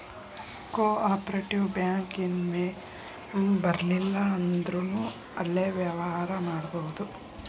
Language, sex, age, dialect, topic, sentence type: Kannada, female, 31-35, Dharwad Kannada, banking, statement